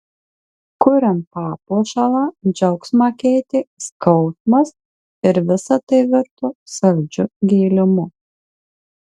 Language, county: Lithuanian, Marijampolė